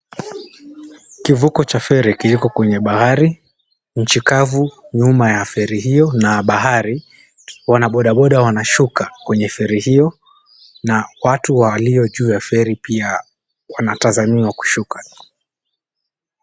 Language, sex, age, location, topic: Swahili, male, 18-24, Mombasa, government